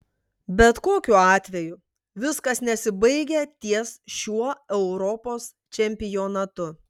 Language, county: Lithuanian, Klaipėda